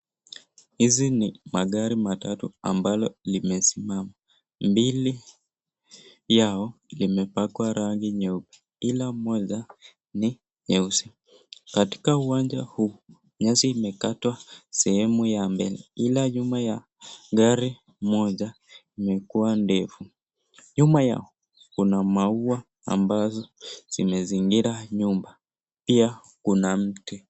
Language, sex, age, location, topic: Swahili, male, 18-24, Nakuru, finance